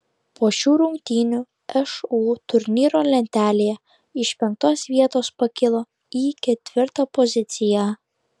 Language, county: Lithuanian, Klaipėda